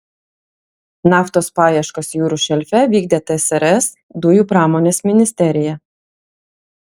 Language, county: Lithuanian, Klaipėda